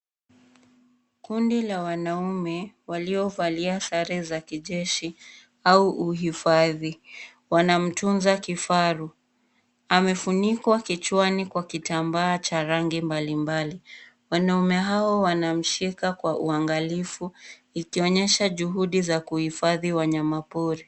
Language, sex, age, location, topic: Swahili, female, 18-24, Nairobi, government